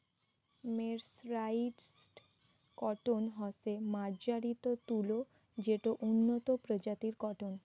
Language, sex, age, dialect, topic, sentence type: Bengali, female, 18-24, Rajbangshi, agriculture, statement